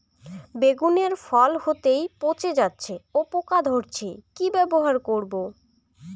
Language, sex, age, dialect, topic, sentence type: Bengali, female, 18-24, Rajbangshi, agriculture, question